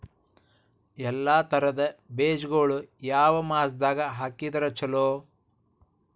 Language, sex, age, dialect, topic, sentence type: Kannada, male, 46-50, Dharwad Kannada, agriculture, question